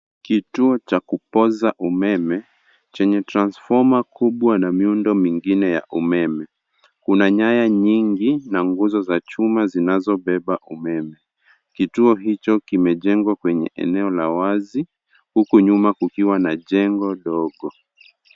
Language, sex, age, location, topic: Swahili, male, 25-35, Nairobi, government